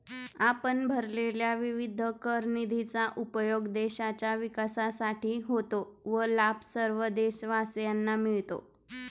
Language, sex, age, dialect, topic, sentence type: Marathi, female, 25-30, Standard Marathi, banking, statement